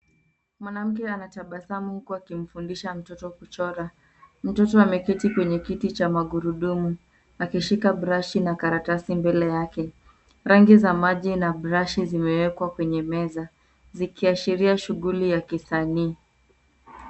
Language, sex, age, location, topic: Swahili, female, 18-24, Nairobi, education